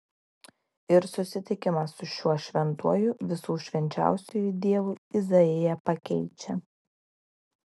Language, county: Lithuanian, Klaipėda